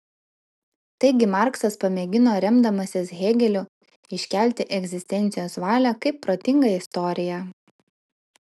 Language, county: Lithuanian, Vilnius